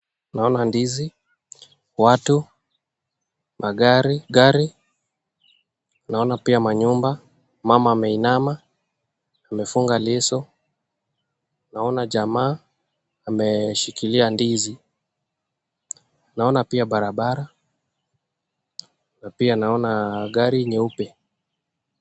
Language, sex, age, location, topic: Swahili, male, 25-35, Nakuru, agriculture